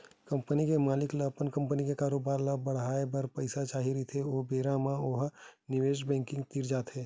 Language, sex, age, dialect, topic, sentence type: Chhattisgarhi, male, 18-24, Western/Budati/Khatahi, banking, statement